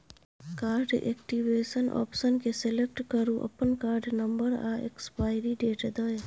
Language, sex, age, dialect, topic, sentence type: Maithili, female, 25-30, Bajjika, banking, statement